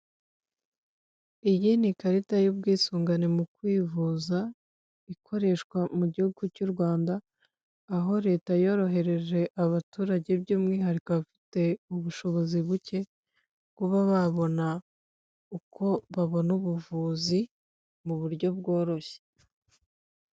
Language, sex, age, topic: Kinyarwanda, female, 25-35, finance